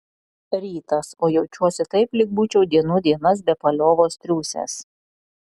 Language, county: Lithuanian, Klaipėda